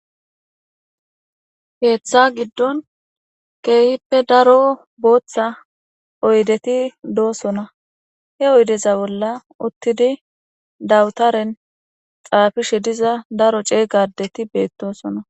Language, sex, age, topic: Gamo, female, 25-35, government